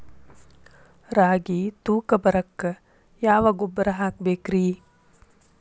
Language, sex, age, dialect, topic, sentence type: Kannada, female, 51-55, Dharwad Kannada, agriculture, question